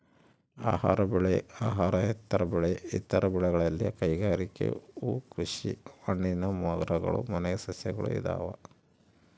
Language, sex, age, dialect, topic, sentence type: Kannada, male, 46-50, Central, agriculture, statement